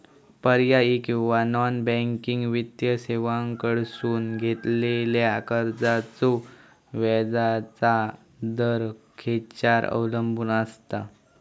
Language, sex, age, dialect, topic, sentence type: Marathi, male, 18-24, Southern Konkan, banking, question